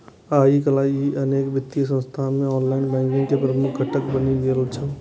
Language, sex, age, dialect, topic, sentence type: Maithili, male, 18-24, Eastern / Thethi, banking, statement